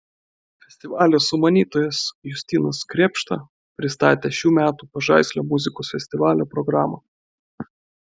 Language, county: Lithuanian, Klaipėda